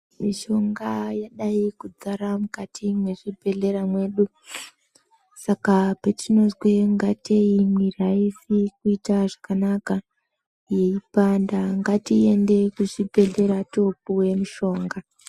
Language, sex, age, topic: Ndau, male, 18-24, health